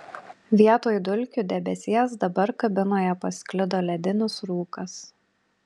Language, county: Lithuanian, Panevėžys